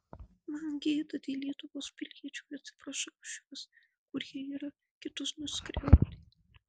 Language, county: Lithuanian, Marijampolė